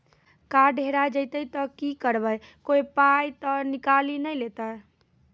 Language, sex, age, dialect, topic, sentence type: Maithili, female, 18-24, Angika, banking, question